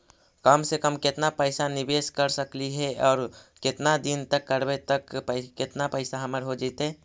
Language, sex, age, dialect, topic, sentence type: Magahi, male, 56-60, Central/Standard, banking, question